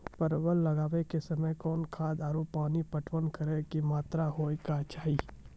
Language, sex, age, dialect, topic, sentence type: Maithili, male, 18-24, Angika, agriculture, question